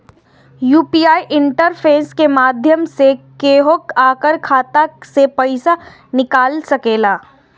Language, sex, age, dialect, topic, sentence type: Maithili, female, 36-40, Eastern / Thethi, banking, statement